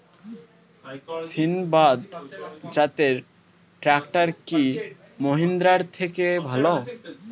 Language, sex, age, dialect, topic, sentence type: Bengali, male, 18-24, Standard Colloquial, agriculture, question